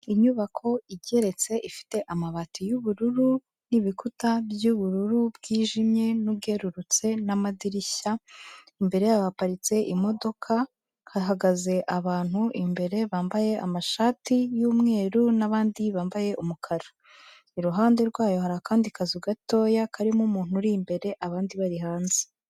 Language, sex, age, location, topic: Kinyarwanda, female, 25-35, Kigali, health